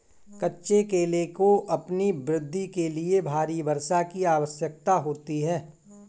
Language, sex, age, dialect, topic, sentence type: Hindi, male, 18-24, Marwari Dhudhari, agriculture, statement